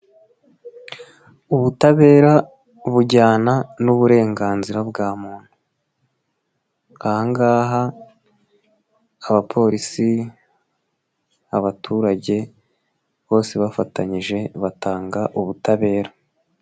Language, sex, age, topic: Kinyarwanda, male, 25-35, government